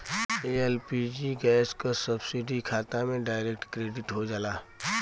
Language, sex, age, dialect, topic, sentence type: Bhojpuri, male, 36-40, Western, banking, statement